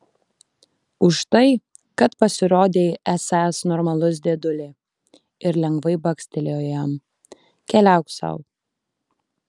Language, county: Lithuanian, Kaunas